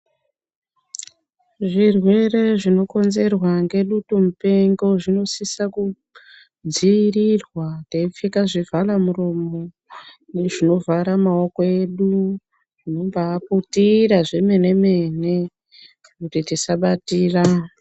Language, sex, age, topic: Ndau, male, 50+, health